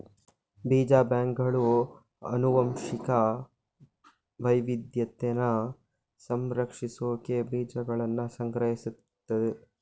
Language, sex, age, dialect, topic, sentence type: Kannada, male, 18-24, Mysore Kannada, agriculture, statement